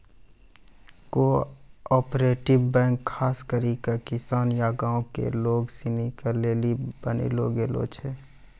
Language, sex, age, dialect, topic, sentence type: Maithili, male, 31-35, Angika, banking, statement